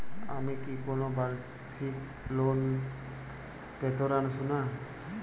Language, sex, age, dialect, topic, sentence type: Bengali, male, 18-24, Jharkhandi, banking, question